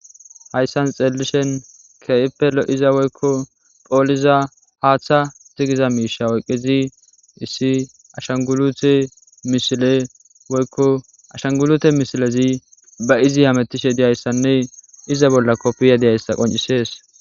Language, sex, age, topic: Gamo, male, 18-24, government